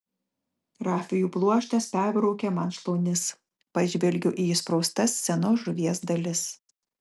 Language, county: Lithuanian, Kaunas